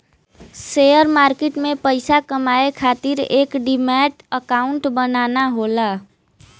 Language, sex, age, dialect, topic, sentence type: Bhojpuri, female, <18, Western, banking, statement